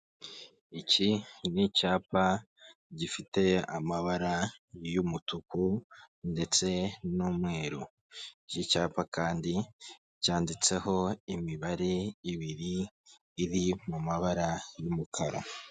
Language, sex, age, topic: Kinyarwanda, male, 25-35, government